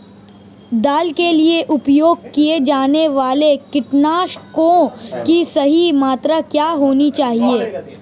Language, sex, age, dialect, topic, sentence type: Hindi, male, 18-24, Marwari Dhudhari, agriculture, question